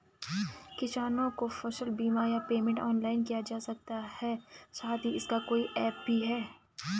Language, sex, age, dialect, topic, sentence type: Hindi, female, 25-30, Garhwali, banking, question